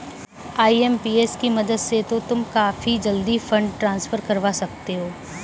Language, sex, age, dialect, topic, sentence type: Hindi, female, 18-24, Kanauji Braj Bhasha, banking, statement